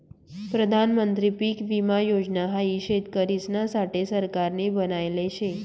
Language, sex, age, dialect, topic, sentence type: Marathi, female, 46-50, Northern Konkan, agriculture, statement